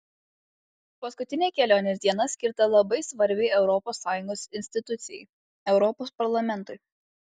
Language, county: Lithuanian, Alytus